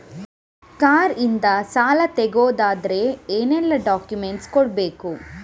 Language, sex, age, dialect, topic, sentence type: Kannada, female, 18-24, Coastal/Dakshin, banking, question